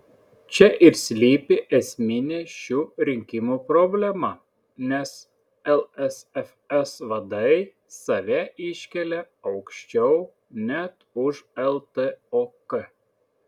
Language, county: Lithuanian, Klaipėda